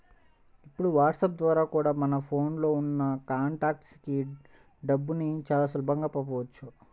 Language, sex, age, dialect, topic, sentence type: Telugu, male, 18-24, Central/Coastal, banking, statement